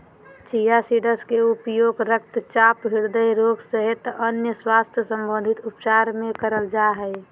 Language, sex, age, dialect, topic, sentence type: Magahi, female, 18-24, Southern, agriculture, statement